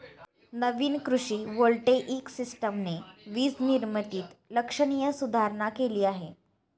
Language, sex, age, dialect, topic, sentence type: Marathi, female, 25-30, Standard Marathi, agriculture, statement